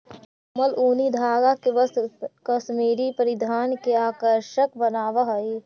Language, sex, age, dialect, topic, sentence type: Magahi, female, 25-30, Central/Standard, banking, statement